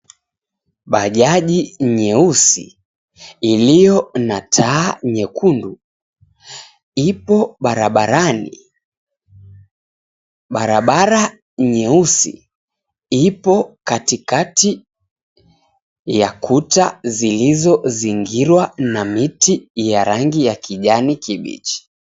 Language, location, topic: Swahili, Mombasa, government